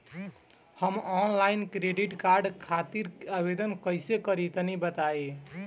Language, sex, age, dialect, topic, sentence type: Bhojpuri, male, 18-24, Southern / Standard, banking, question